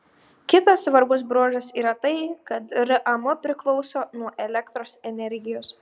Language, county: Lithuanian, Šiauliai